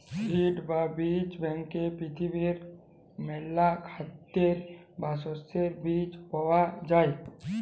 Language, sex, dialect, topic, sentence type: Bengali, male, Jharkhandi, agriculture, statement